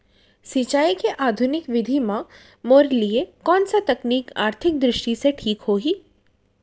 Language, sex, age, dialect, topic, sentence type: Chhattisgarhi, female, 31-35, Central, agriculture, question